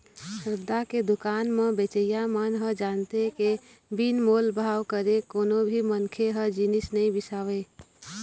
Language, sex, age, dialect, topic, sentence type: Chhattisgarhi, female, 25-30, Eastern, agriculture, statement